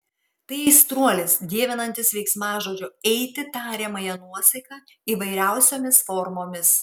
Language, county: Lithuanian, Kaunas